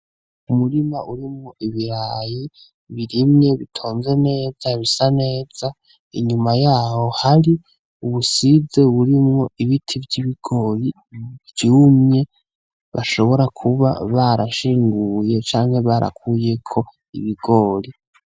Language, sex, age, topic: Rundi, male, 18-24, agriculture